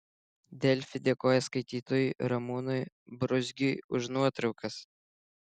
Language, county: Lithuanian, Šiauliai